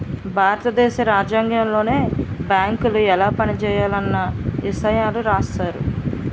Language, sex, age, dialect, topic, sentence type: Telugu, female, 25-30, Utterandhra, banking, statement